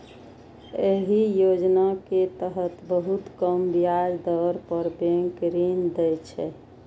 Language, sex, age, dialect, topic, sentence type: Maithili, female, 51-55, Eastern / Thethi, banking, statement